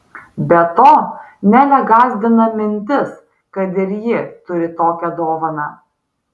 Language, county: Lithuanian, Vilnius